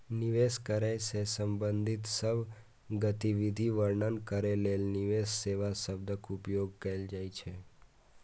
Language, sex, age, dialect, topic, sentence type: Maithili, male, 18-24, Eastern / Thethi, banking, statement